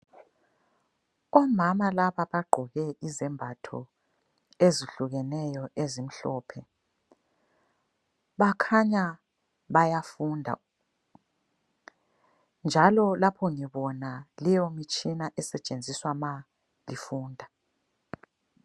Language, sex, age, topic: North Ndebele, female, 25-35, health